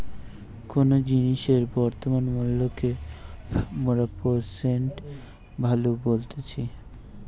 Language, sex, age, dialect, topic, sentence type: Bengali, male, 18-24, Western, banking, statement